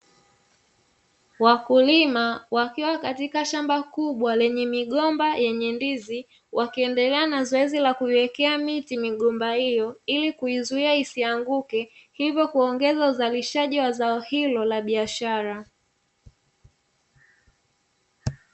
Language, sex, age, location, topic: Swahili, female, 25-35, Dar es Salaam, agriculture